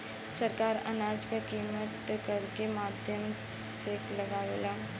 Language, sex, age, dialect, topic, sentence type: Bhojpuri, female, 25-30, Western, agriculture, question